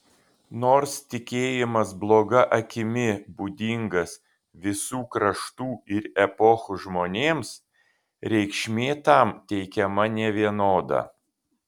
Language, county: Lithuanian, Kaunas